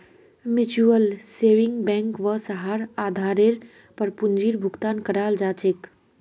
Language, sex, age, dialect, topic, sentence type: Magahi, female, 36-40, Northeastern/Surjapuri, banking, statement